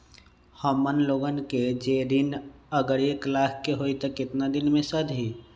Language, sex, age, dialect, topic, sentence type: Magahi, male, 25-30, Western, banking, question